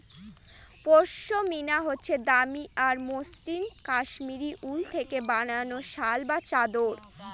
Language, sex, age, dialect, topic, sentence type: Bengali, female, 60-100, Northern/Varendri, agriculture, statement